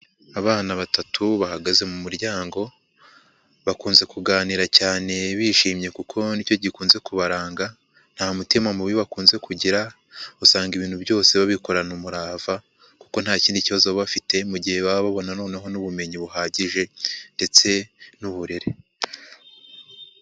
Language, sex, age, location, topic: Kinyarwanda, male, 25-35, Huye, education